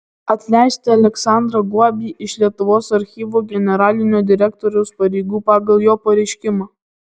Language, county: Lithuanian, Alytus